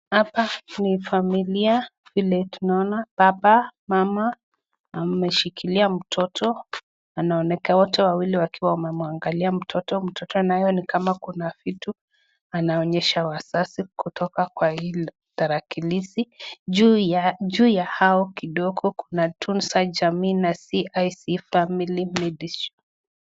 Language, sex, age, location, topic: Swahili, female, 18-24, Nakuru, finance